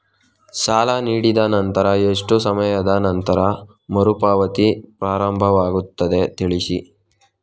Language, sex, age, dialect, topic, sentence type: Kannada, male, 18-24, Coastal/Dakshin, banking, question